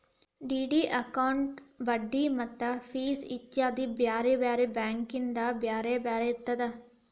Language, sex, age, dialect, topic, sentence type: Kannada, female, 18-24, Dharwad Kannada, banking, statement